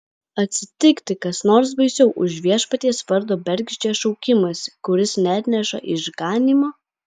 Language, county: Lithuanian, Kaunas